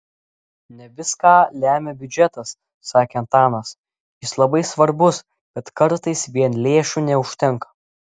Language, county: Lithuanian, Klaipėda